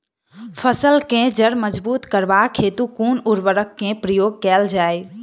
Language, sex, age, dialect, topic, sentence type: Maithili, female, 18-24, Southern/Standard, agriculture, question